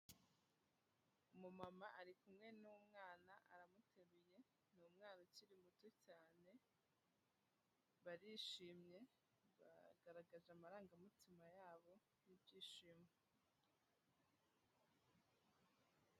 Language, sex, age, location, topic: Kinyarwanda, female, 18-24, Huye, health